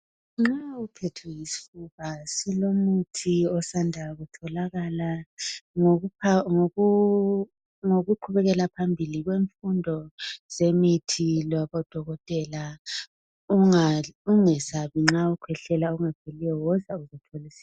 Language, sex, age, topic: North Ndebele, female, 25-35, health